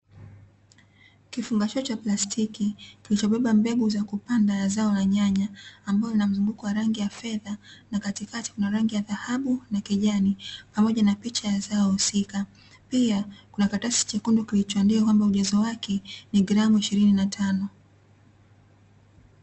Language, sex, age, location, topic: Swahili, female, 18-24, Dar es Salaam, agriculture